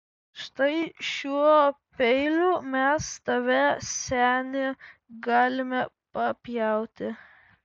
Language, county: Lithuanian, Vilnius